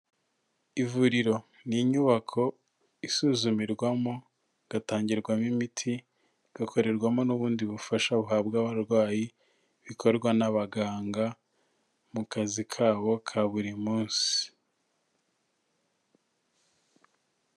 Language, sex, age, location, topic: Kinyarwanda, male, 25-35, Kigali, health